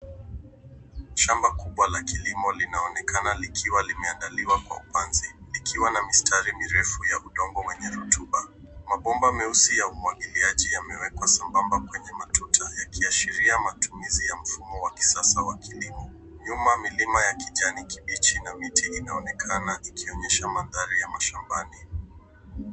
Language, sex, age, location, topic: Swahili, male, 18-24, Nairobi, agriculture